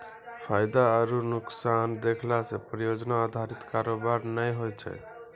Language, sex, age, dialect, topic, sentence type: Maithili, male, 18-24, Angika, banking, statement